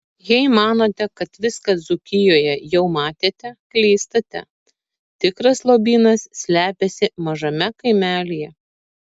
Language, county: Lithuanian, Kaunas